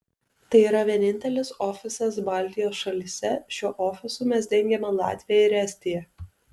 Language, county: Lithuanian, Alytus